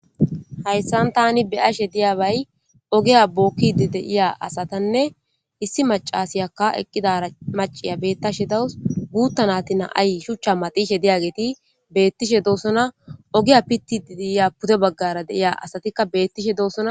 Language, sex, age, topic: Gamo, female, 18-24, government